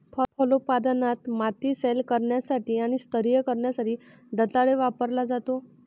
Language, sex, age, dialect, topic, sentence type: Marathi, female, 46-50, Varhadi, agriculture, statement